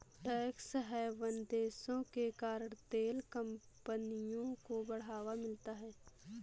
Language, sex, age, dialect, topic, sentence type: Hindi, female, 18-24, Awadhi Bundeli, banking, statement